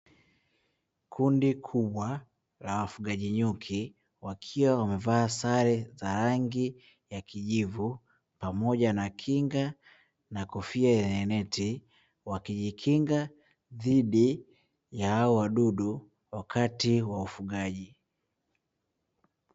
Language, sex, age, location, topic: Swahili, male, 18-24, Dar es Salaam, agriculture